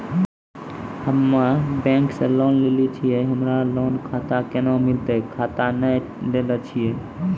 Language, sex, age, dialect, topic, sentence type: Maithili, male, 18-24, Angika, banking, question